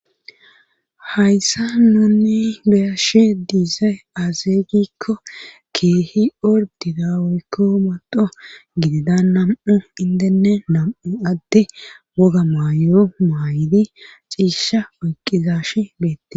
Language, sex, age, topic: Gamo, female, 25-35, government